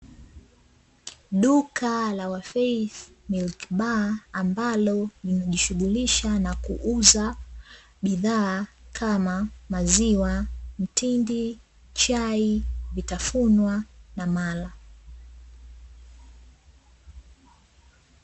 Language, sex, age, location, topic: Swahili, female, 25-35, Dar es Salaam, finance